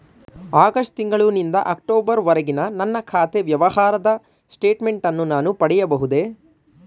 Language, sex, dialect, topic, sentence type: Kannada, male, Mysore Kannada, banking, question